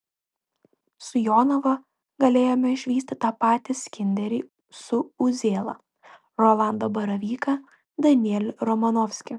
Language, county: Lithuanian, Klaipėda